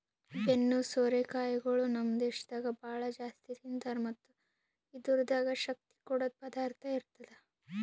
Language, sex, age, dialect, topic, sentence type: Kannada, female, 18-24, Northeastern, agriculture, statement